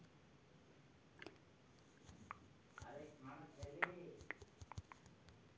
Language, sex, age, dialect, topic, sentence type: Hindi, female, 18-24, Garhwali, agriculture, question